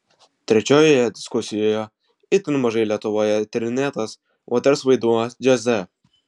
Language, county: Lithuanian, Vilnius